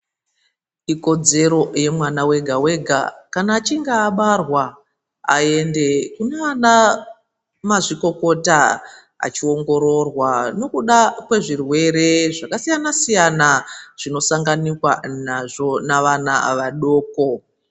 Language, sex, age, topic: Ndau, female, 36-49, health